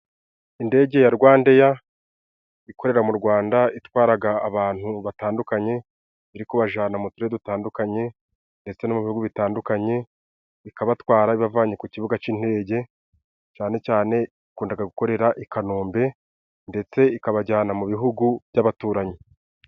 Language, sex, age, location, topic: Kinyarwanda, male, 25-35, Musanze, government